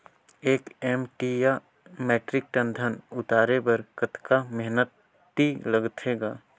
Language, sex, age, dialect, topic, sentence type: Chhattisgarhi, male, 18-24, Northern/Bhandar, agriculture, question